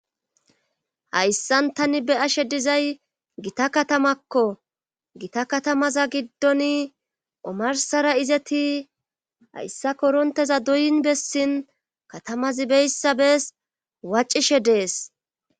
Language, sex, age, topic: Gamo, female, 25-35, government